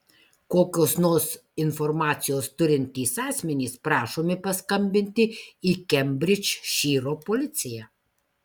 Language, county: Lithuanian, Marijampolė